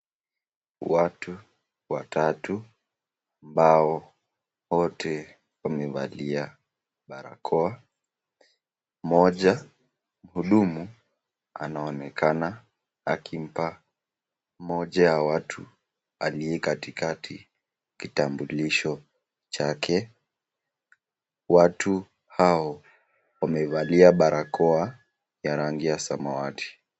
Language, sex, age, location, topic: Swahili, female, 36-49, Nakuru, government